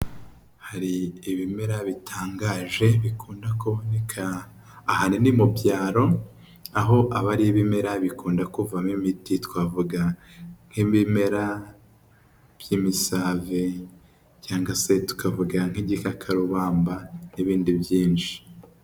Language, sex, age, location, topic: Kinyarwanda, male, 18-24, Huye, health